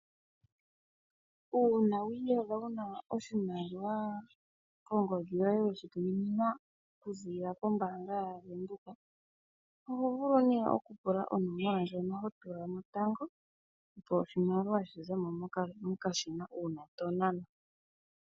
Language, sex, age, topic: Oshiwambo, female, 25-35, finance